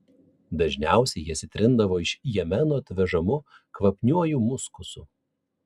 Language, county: Lithuanian, Vilnius